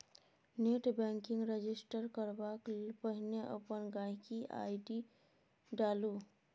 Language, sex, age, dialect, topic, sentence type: Maithili, female, 25-30, Bajjika, banking, statement